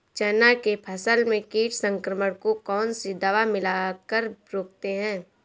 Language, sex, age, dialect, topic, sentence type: Hindi, female, 18-24, Awadhi Bundeli, agriculture, question